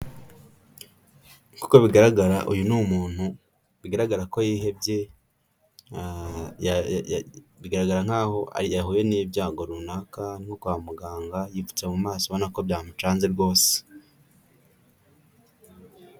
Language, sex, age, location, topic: Kinyarwanda, male, 18-24, Kigali, health